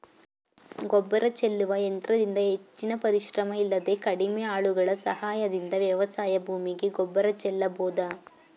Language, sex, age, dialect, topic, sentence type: Kannada, female, 41-45, Mysore Kannada, agriculture, statement